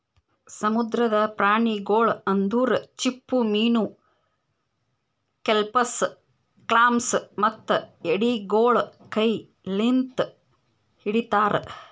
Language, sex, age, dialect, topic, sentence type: Kannada, female, 25-30, Northeastern, agriculture, statement